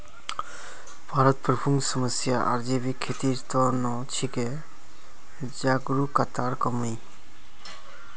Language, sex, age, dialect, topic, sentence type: Magahi, male, 25-30, Northeastern/Surjapuri, agriculture, statement